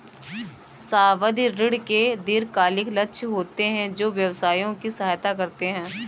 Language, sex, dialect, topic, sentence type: Hindi, female, Kanauji Braj Bhasha, banking, statement